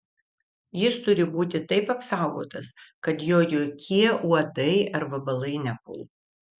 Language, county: Lithuanian, Vilnius